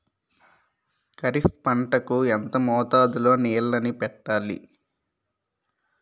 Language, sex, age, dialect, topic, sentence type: Telugu, male, 18-24, Utterandhra, agriculture, question